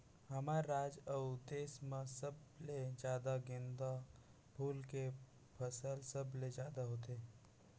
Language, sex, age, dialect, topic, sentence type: Chhattisgarhi, male, 56-60, Central, agriculture, statement